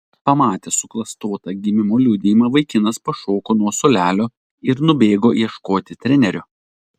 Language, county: Lithuanian, Telšiai